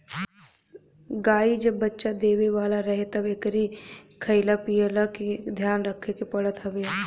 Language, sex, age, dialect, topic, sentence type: Bhojpuri, female, 18-24, Northern, agriculture, statement